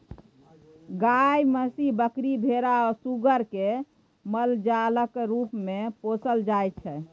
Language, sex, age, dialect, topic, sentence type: Maithili, female, 18-24, Bajjika, agriculture, statement